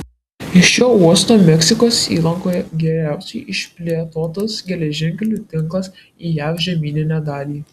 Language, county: Lithuanian, Kaunas